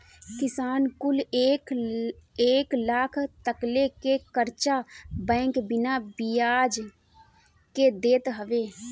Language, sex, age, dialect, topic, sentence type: Bhojpuri, female, 31-35, Northern, banking, statement